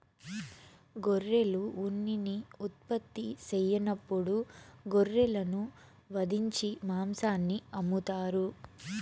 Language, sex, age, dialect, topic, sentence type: Telugu, female, 25-30, Southern, agriculture, statement